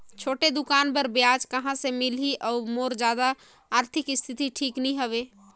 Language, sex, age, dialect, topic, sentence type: Chhattisgarhi, female, 25-30, Northern/Bhandar, banking, question